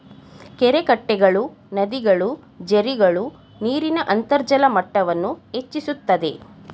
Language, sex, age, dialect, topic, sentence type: Kannada, female, 31-35, Mysore Kannada, agriculture, statement